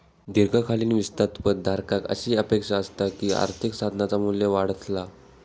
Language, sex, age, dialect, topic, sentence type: Marathi, male, 18-24, Southern Konkan, banking, statement